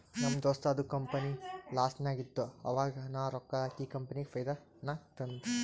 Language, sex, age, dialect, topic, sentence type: Kannada, male, 31-35, Northeastern, banking, statement